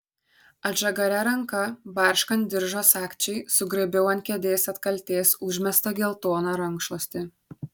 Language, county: Lithuanian, Šiauliai